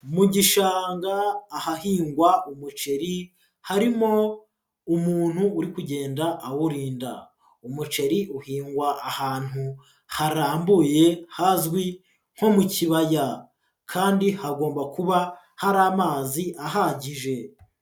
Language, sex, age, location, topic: Kinyarwanda, female, 25-35, Huye, agriculture